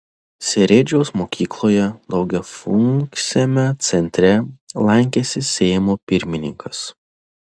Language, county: Lithuanian, Telšiai